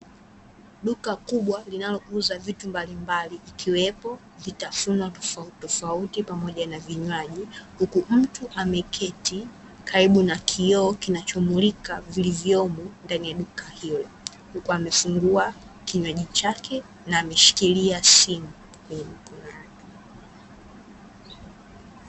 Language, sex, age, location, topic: Swahili, female, 18-24, Dar es Salaam, finance